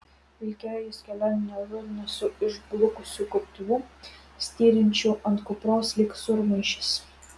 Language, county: Lithuanian, Vilnius